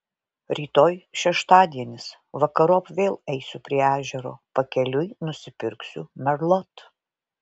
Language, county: Lithuanian, Vilnius